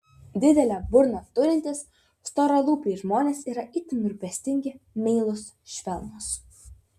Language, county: Lithuanian, Vilnius